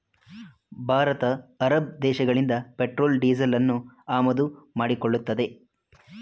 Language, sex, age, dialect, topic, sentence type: Kannada, male, 25-30, Mysore Kannada, banking, statement